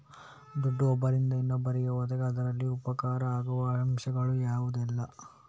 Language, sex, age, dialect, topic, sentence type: Kannada, male, 25-30, Coastal/Dakshin, banking, question